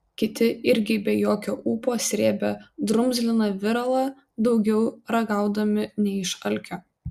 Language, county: Lithuanian, Vilnius